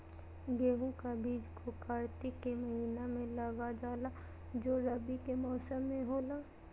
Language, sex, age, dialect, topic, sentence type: Magahi, female, 25-30, Southern, agriculture, question